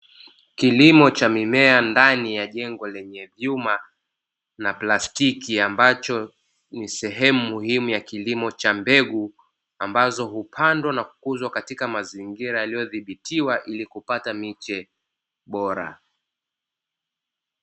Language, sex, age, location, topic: Swahili, male, 25-35, Dar es Salaam, agriculture